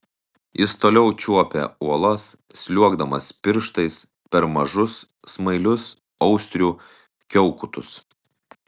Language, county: Lithuanian, Telšiai